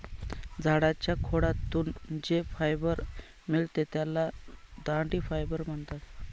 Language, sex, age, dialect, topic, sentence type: Marathi, male, 25-30, Northern Konkan, agriculture, statement